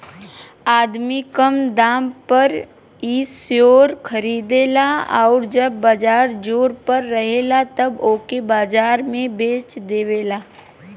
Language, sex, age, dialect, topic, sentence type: Bhojpuri, female, 18-24, Western, banking, statement